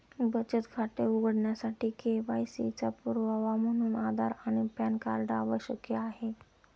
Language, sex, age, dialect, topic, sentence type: Marathi, male, 25-30, Standard Marathi, banking, statement